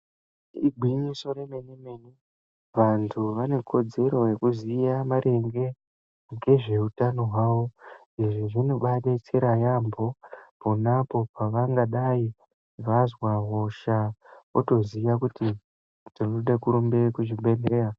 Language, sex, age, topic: Ndau, female, 18-24, health